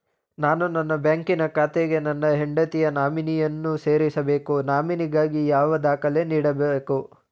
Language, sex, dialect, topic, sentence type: Kannada, male, Mysore Kannada, banking, question